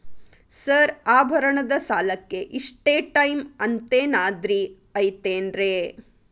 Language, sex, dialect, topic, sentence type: Kannada, female, Dharwad Kannada, banking, question